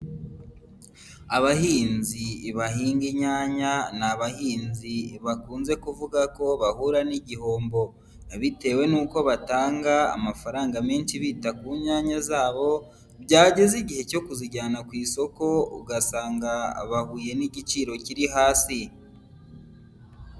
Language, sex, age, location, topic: Kinyarwanda, female, 18-24, Nyagatare, agriculture